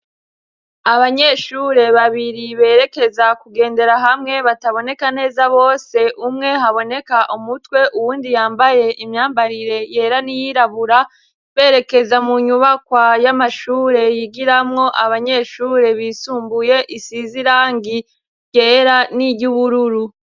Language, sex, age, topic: Rundi, female, 18-24, education